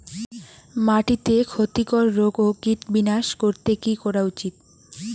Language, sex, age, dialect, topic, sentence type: Bengali, female, 18-24, Rajbangshi, agriculture, question